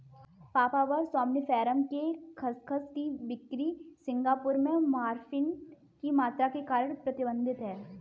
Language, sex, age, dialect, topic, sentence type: Hindi, female, 18-24, Kanauji Braj Bhasha, agriculture, statement